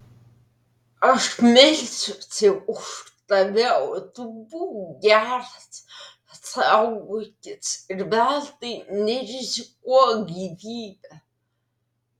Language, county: Lithuanian, Vilnius